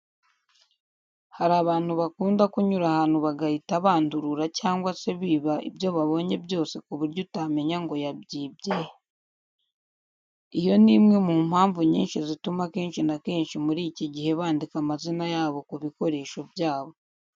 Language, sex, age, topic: Kinyarwanda, female, 18-24, education